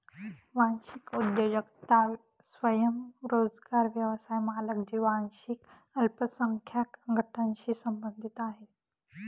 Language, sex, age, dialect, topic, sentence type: Marathi, female, 56-60, Northern Konkan, banking, statement